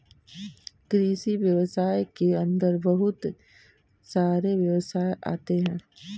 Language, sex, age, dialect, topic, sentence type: Hindi, male, 18-24, Kanauji Braj Bhasha, agriculture, statement